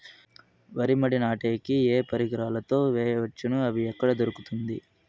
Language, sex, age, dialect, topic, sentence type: Telugu, male, 46-50, Southern, agriculture, question